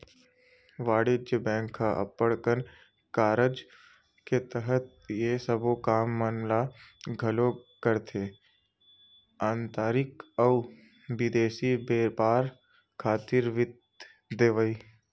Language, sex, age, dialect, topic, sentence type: Chhattisgarhi, male, 18-24, Western/Budati/Khatahi, banking, statement